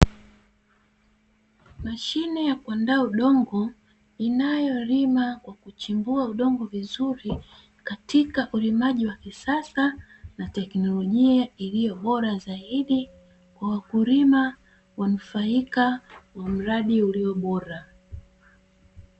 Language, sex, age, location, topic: Swahili, female, 36-49, Dar es Salaam, agriculture